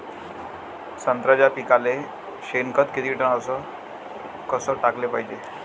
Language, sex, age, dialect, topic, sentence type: Marathi, male, 25-30, Varhadi, agriculture, question